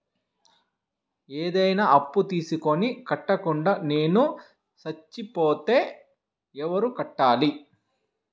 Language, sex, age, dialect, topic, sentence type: Telugu, male, 18-24, Southern, banking, question